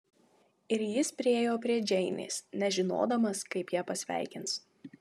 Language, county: Lithuanian, Marijampolė